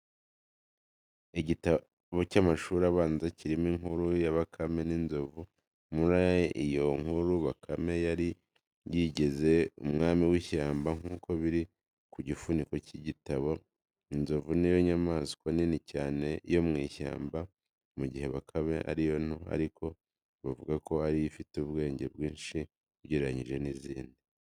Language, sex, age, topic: Kinyarwanda, male, 25-35, education